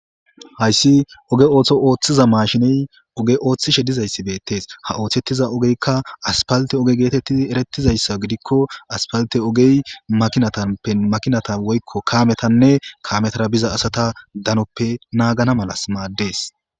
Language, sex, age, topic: Gamo, male, 25-35, government